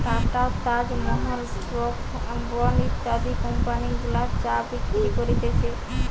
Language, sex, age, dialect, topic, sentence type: Bengali, female, 18-24, Western, agriculture, statement